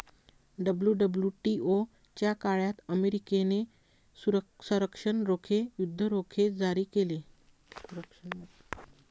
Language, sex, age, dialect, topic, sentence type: Marathi, female, 41-45, Varhadi, banking, statement